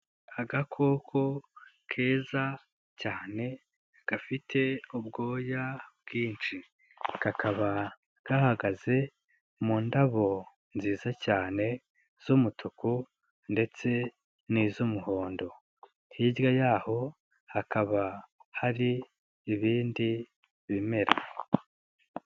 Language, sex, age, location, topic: Kinyarwanda, male, 18-24, Nyagatare, agriculture